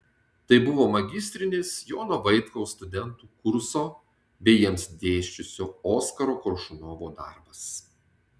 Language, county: Lithuanian, Tauragė